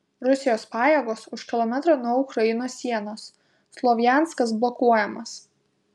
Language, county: Lithuanian, Kaunas